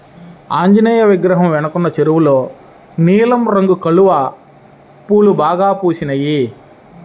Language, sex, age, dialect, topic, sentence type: Telugu, male, 31-35, Central/Coastal, agriculture, statement